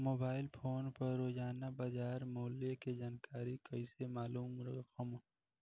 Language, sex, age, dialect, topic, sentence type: Bhojpuri, female, 18-24, Southern / Standard, agriculture, question